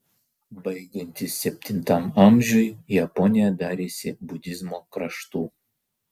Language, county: Lithuanian, Vilnius